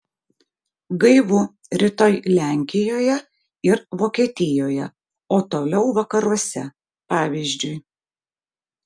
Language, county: Lithuanian, Vilnius